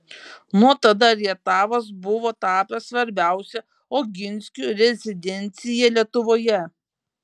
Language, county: Lithuanian, Šiauliai